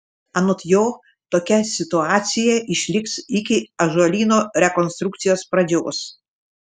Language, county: Lithuanian, Šiauliai